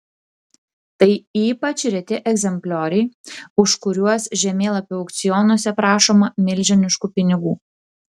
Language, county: Lithuanian, Klaipėda